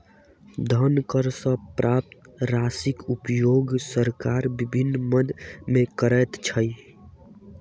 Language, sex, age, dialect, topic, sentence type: Maithili, male, 18-24, Southern/Standard, banking, statement